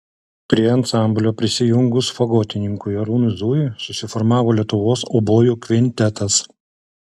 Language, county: Lithuanian, Kaunas